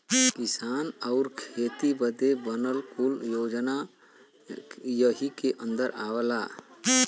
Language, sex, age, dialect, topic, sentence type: Bhojpuri, male, <18, Western, agriculture, statement